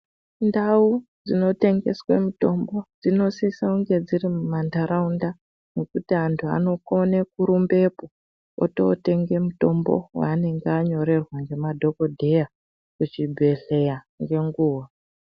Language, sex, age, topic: Ndau, female, 50+, health